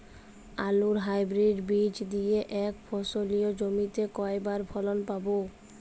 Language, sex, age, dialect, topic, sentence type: Bengali, male, 36-40, Jharkhandi, agriculture, question